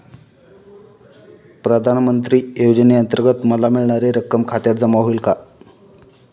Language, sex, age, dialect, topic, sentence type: Marathi, male, 25-30, Standard Marathi, banking, question